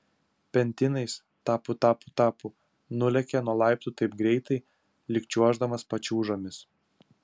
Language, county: Lithuanian, Utena